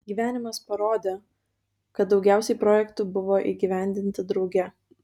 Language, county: Lithuanian, Kaunas